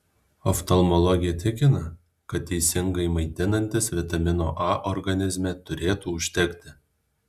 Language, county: Lithuanian, Alytus